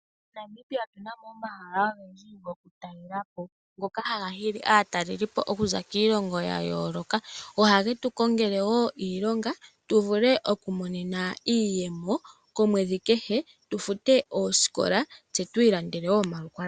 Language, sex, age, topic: Oshiwambo, female, 18-24, agriculture